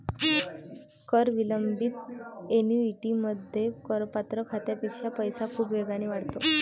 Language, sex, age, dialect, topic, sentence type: Marathi, female, 18-24, Varhadi, banking, statement